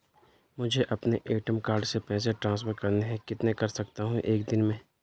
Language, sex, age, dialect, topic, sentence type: Hindi, male, 25-30, Garhwali, banking, question